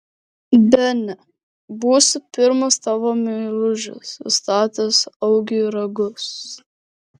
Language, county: Lithuanian, Vilnius